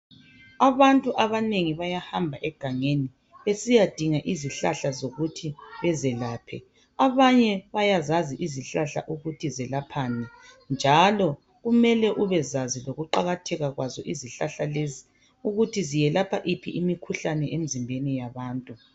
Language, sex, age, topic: North Ndebele, female, 25-35, health